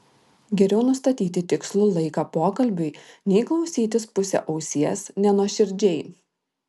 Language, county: Lithuanian, Vilnius